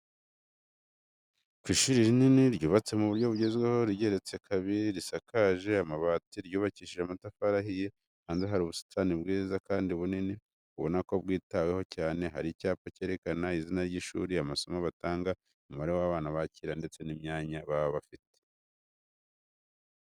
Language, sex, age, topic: Kinyarwanda, male, 25-35, education